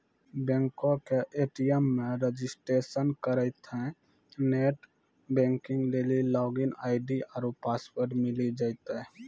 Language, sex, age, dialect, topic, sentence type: Maithili, male, 25-30, Angika, banking, statement